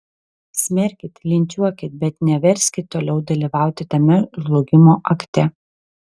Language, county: Lithuanian, Telšiai